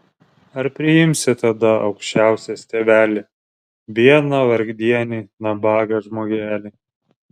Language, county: Lithuanian, Vilnius